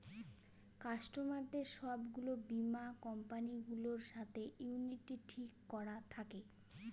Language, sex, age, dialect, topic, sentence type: Bengali, female, 31-35, Northern/Varendri, banking, statement